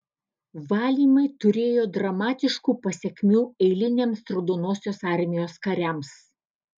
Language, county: Lithuanian, Alytus